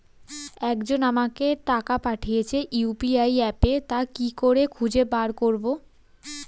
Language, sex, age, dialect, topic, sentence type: Bengali, female, 18-24, Standard Colloquial, banking, question